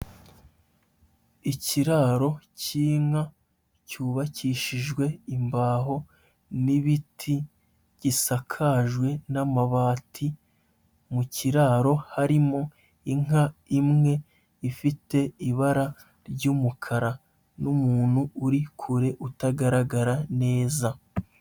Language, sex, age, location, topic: Kinyarwanda, male, 25-35, Huye, agriculture